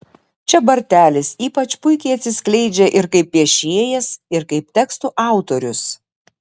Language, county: Lithuanian, Šiauliai